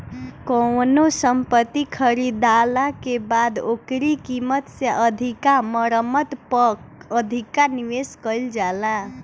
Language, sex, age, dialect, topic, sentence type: Bhojpuri, female, 18-24, Northern, banking, statement